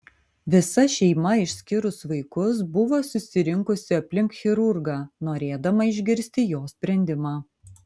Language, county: Lithuanian, Vilnius